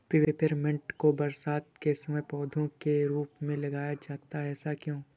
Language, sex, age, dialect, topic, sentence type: Hindi, male, 25-30, Awadhi Bundeli, agriculture, question